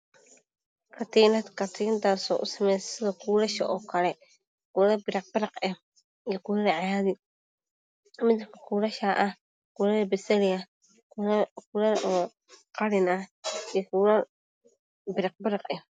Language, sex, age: Somali, female, 18-24